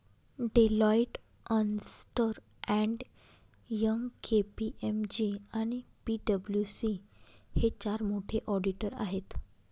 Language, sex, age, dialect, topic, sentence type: Marathi, female, 31-35, Northern Konkan, banking, statement